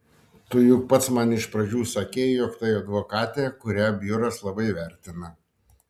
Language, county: Lithuanian, Šiauliai